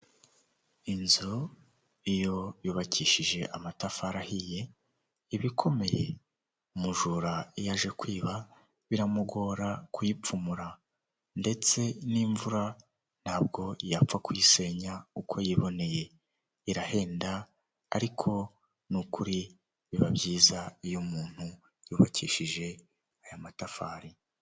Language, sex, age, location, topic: Kinyarwanda, male, 18-24, Huye, government